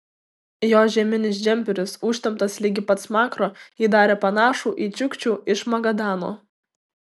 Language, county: Lithuanian, Tauragė